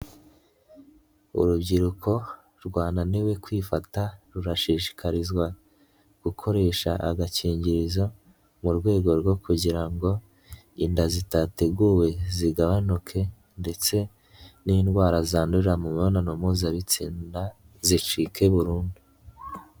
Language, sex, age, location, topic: Kinyarwanda, male, 18-24, Nyagatare, finance